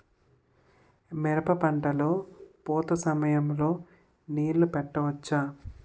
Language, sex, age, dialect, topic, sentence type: Telugu, male, 18-24, Utterandhra, agriculture, question